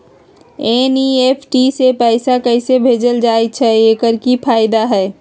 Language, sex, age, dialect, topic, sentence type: Magahi, female, 31-35, Western, banking, question